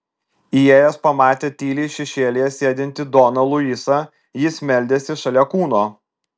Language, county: Lithuanian, Vilnius